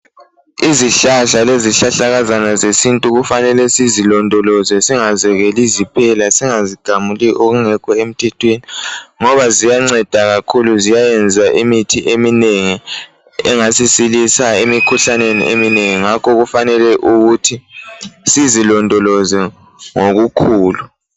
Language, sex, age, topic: North Ndebele, male, 18-24, health